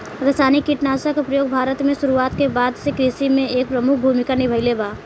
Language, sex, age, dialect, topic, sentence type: Bhojpuri, female, 18-24, Southern / Standard, agriculture, statement